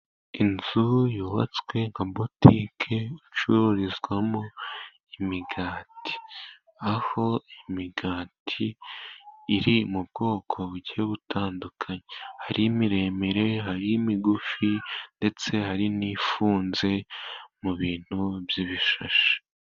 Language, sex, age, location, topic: Kinyarwanda, male, 18-24, Musanze, finance